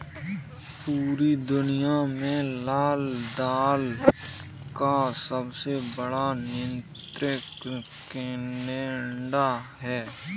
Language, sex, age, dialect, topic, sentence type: Hindi, male, 18-24, Kanauji Braj Bhasha, agriculture, statement